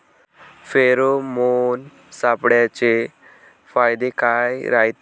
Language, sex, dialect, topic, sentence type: Marathi, male, Varhadi, agriculture, question